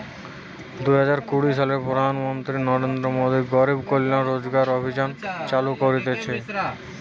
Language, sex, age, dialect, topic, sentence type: Bengali, male, 18-24, Western, banking, statement